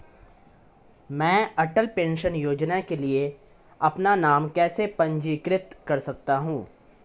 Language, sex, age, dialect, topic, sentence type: Hindi, male, 18-24, Marwari Dhudhari, banking, question